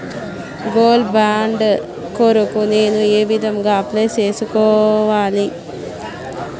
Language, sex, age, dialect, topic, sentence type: Telugu, female, 31-35, Southern, banking, question